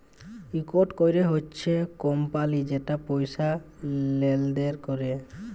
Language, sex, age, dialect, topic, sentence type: Bengali, male, 18-24, Jharkhandi, banking, statement